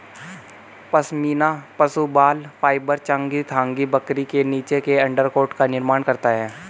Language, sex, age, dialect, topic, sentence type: Hindi, male, 18-24, Hindustani Malvi Khadi Boli, agriculture, statement